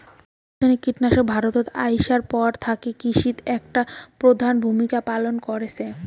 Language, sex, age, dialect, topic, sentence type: Bengali, female, 18-24, Rajbangshi, agriculture, statement